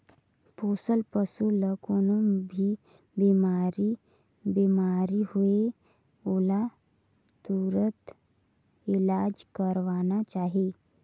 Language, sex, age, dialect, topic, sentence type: Chhattisgarhi, female, 56-60, Northern/Bhandar, agriculture, statement